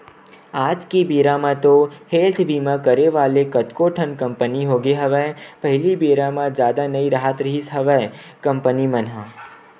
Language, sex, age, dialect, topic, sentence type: Chhattisgarhi, male, 18-24, Western/Budati/Khatahi, banking, statement